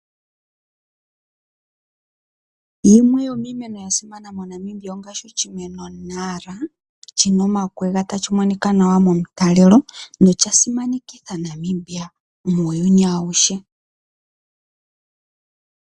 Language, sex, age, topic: Oshiwambo, female, 25-35, agriculture